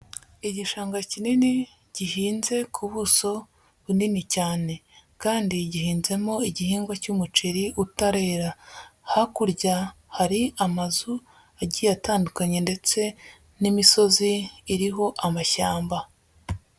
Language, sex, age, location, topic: Kinyarwanda, female, 18-24, Huye, agriculture